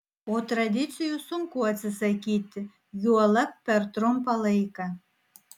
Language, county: Lithuanian, Vilnius